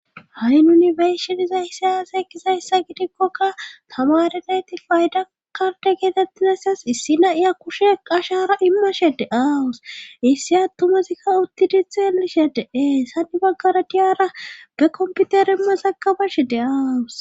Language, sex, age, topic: Gamo, female, 18-24, government